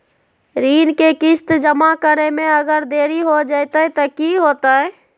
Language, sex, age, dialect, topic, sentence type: Magahi, female, 51-55, Southern, banking, question